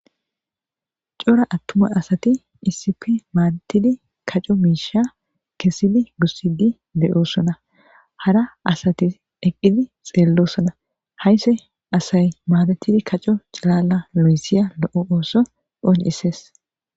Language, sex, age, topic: Gamo, female, 18-24, agriculture